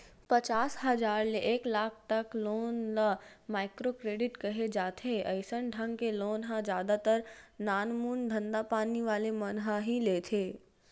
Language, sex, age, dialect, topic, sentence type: Chhattisgarhi, female, 18-24, Western/Budati/Khatahi, banking, statement